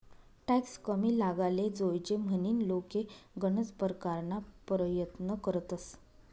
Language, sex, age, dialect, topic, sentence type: Marathi, female, 25-30, Northern Konkan, banking, statement